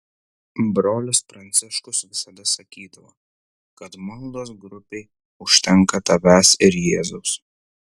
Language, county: Lithuanian, Vilnius